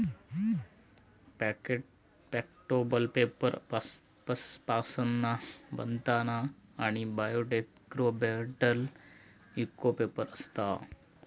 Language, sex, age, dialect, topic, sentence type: Marathi, male, 36-40, Southern Konkan, agriculture, statement